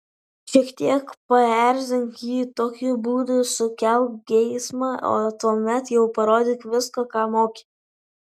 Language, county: Lithuanian, Vilnius